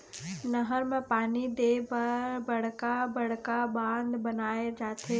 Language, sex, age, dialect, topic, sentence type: Chhattisgarhi, female, 25-30, Eastern, agriculture, statement